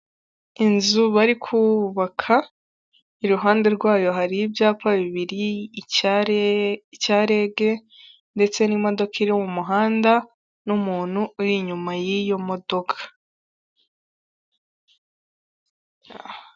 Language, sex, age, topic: Kinyarwanda, female, 18-24, government